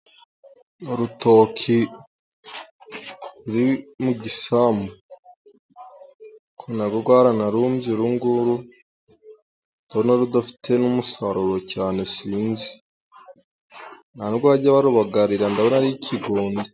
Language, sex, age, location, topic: Kinyarwanda, male, 18-24, Musanze, agriculture